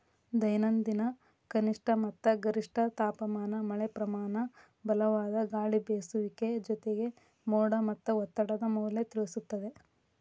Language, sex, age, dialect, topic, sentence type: Kannada, female, 36-40, Dharwad Kannada, agriculture, statement